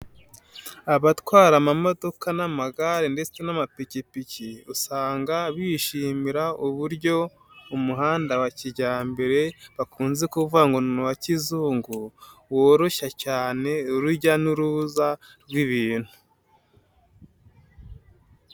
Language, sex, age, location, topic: Kinyarwanda, male, 18-24, Nyagatare, government